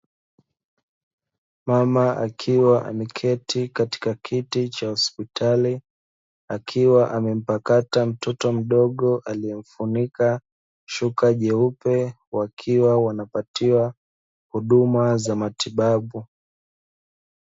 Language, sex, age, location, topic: Swahili, male, 25-35, Dar es Salaam, health